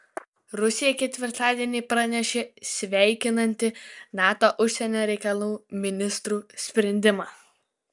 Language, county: Lithuanian, Kaunas